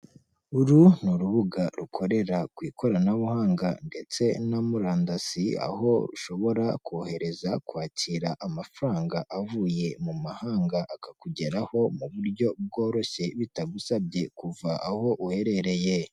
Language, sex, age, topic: Kinyarwanda, female, 36-49, finance